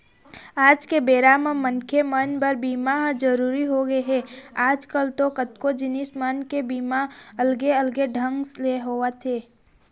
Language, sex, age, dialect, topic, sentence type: Chhattisgarhi, female, 25-30, Eastern, banking, statement